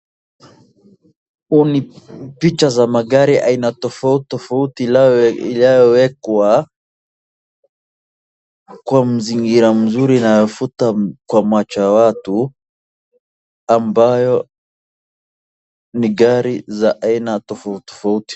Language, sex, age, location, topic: Swahili, male, 25-35, Wajir, finance